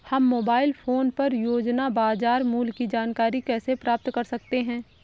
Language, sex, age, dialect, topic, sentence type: Hindi, female, 18-24, Awadhi Bundeli, agriculture, question